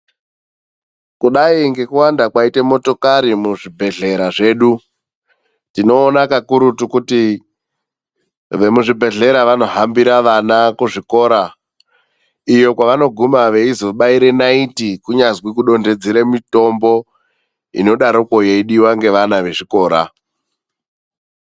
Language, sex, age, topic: Ndau, male, 25-35, health